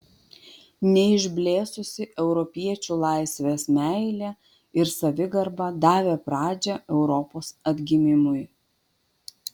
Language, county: Lithuanian, Vilnius